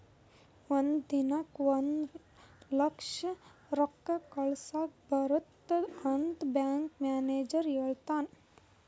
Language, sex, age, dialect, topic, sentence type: Kannada, female, 18-24, Northeastern, banking, statement